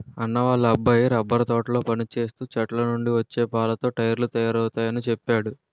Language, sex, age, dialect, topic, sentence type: Telugu, male, 46-50, Utterandhra, agriculture, statement